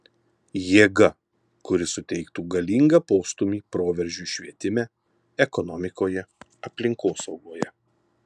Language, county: Lithuanian, Kaunas